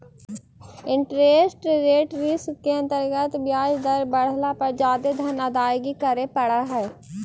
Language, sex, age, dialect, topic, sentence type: Magahi, female, 18-24, Central/Standard, agriculture, statement